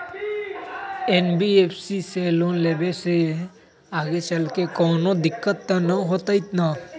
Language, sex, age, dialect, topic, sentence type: Magahi, male, 18-24, Western, banking, question